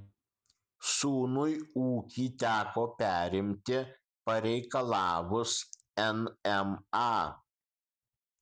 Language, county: Lithuanian, Kaunas